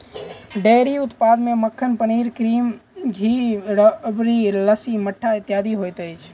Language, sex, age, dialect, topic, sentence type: Maithili, male, 18-24, Southern/Standard, agriculture, statement